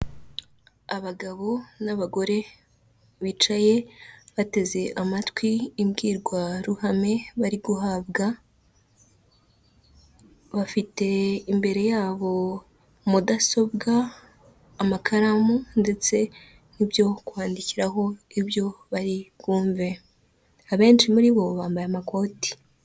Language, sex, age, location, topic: Kinyarwanda, female, 18-24, Kigali, government